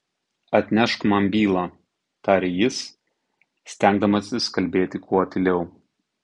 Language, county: Lithuanian, Tauragė